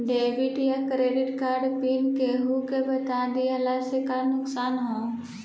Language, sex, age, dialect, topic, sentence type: Bhojpuri, female, 18-24, Southern / Standard, banking, question